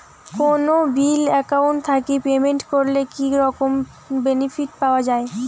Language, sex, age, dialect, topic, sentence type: Bengali, female, 18-24, Rajbangshi, banking, question